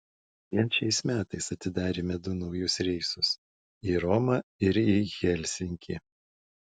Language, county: Lithuanian, Šiauliai